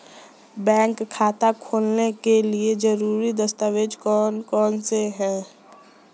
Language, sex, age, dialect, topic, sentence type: Hindi, male, 18-24, Marwari Dhudhari, banking, question